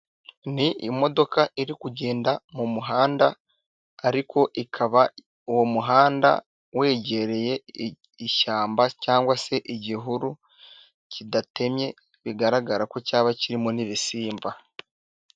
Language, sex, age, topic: Kinyarwanda, male, 18-24, government